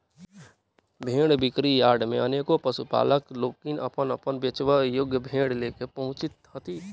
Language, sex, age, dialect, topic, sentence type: Maithili, male, 18-24, Southern/Standard, agriculture, statement